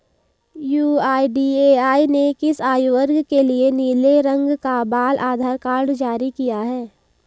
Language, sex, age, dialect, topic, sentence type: Hindi, female, 18-24, Hindustani Malvi Khadi Boli, banking, question